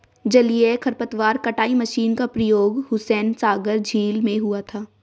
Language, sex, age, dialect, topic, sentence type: Hindi, female, 18-24, Marwari Dhudhari, agriculture, statement